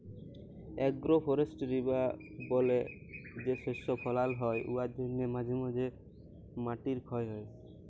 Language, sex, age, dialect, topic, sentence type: Bengali, male, 18-24, Jharkhandi, agriculture, statement